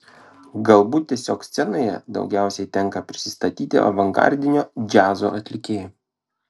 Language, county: Lithuanian, Klaipėda